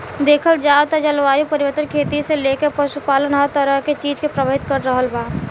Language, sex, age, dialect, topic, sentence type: Bhojpuri, female, 18-24, Southern / Standard, agriculture, statement